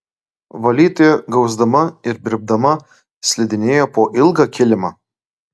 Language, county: Lithuanian, Klaipėda